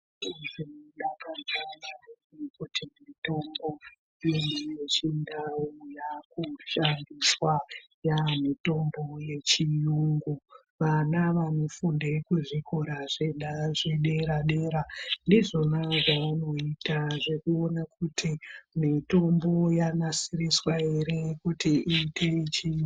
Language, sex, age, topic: Ndau, female, 25-35, health